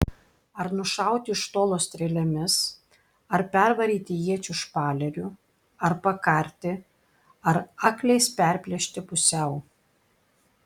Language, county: Lithuanian, Klaipėda